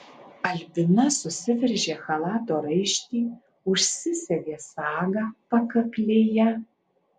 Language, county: Lithuanian, Alytus